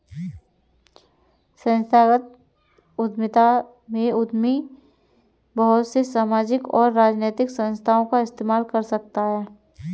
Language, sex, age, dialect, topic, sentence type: Hindi, female, 18-24, Kanauji Braj Bhasha, banking, statement